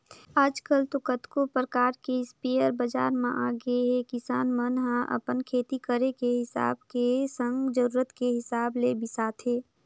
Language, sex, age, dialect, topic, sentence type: Chhattisgarhi, female, 18-24, Northern/Bhandar, agriculture, statement